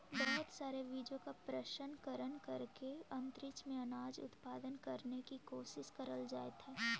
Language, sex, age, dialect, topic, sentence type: Magahi, female, 18-24, Central/Standard, agriculture, statement